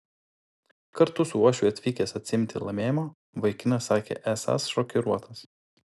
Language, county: Lithuanian, Utena